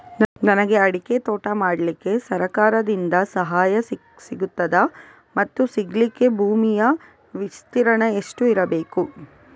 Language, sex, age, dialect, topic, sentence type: Kannada, female, 41-45, Coastal/Dakshin, agriculture, question